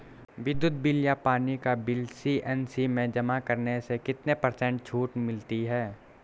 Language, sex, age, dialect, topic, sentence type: Hindi, male, 18-24, Garhwali, banking, question